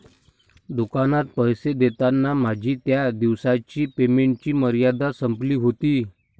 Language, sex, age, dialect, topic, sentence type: Marathi, male, 60-100, Standard Marathi, banking, statement